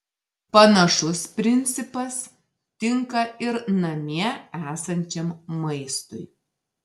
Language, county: Lithuanian, Marijampolė